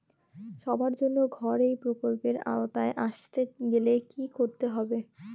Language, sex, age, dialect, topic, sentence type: Bengali, female, 18-24, Rajbangshi, banking, question